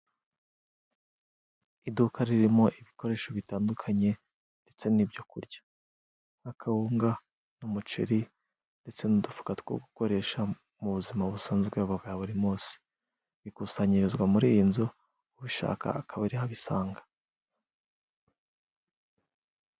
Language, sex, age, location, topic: Kinyarwanda, male, 18-24, Musanze, finance